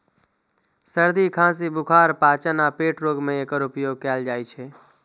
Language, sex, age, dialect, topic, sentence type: Maithili, male, 25-30, Eastern / Thethi, agriculture, statement